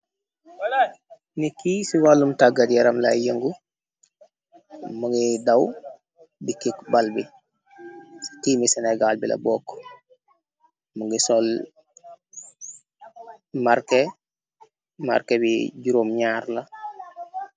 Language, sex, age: Wolof, male, 25-35